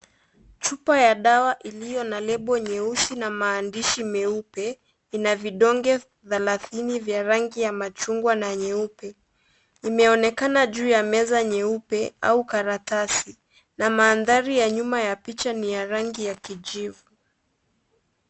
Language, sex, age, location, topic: Swahili, female, 25-35, Kisii, health